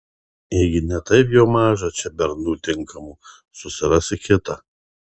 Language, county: Lithuanian, Kaunas